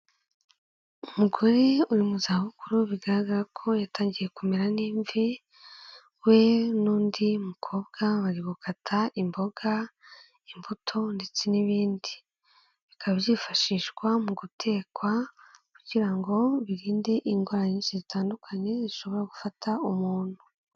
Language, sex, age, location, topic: Kinyarwanda, female, 18-24, Kigali, health